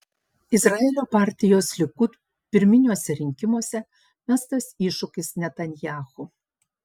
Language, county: Lithuanian, Panevėžys